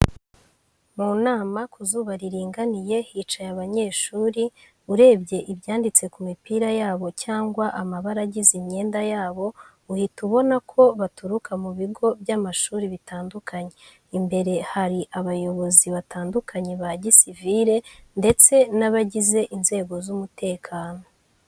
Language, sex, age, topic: Kinyarwanda, female, 25-35, education